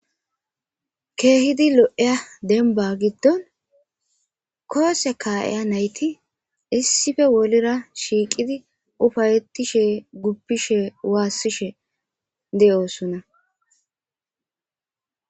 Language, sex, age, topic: Gamo, female, 25-35, government